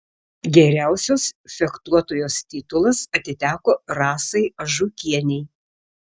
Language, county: Lithuanian, Šiauliai